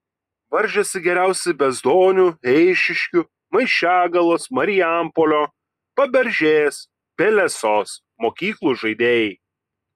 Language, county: Lithuanian, Kaunas